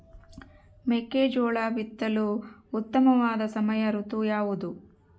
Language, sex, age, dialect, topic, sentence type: Kannada, female, 31-35, Central, agriculture, question